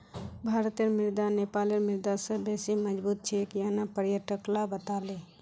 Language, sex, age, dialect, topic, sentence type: Magahi, female, 46-50, Northeastern/Surjapuri, banking, statement